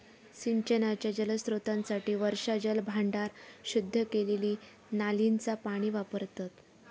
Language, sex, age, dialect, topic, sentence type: Marathi, female, 25-30, Southern Konkan, agriculture, statement